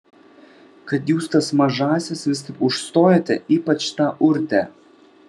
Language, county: Lithuanian, Vilnius